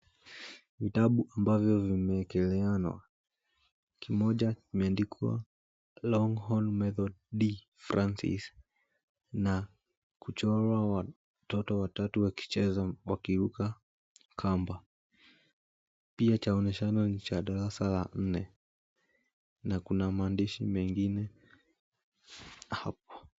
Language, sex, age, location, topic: Swahili, male, 18-24, Mombasa, education